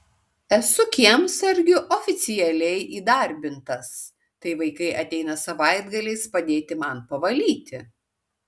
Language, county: Lithuanian, Kaunas